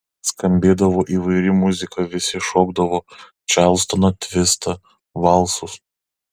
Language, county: Lithuanian, Kaunas